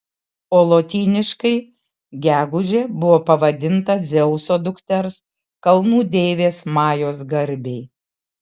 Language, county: Lithuanian, Kaunas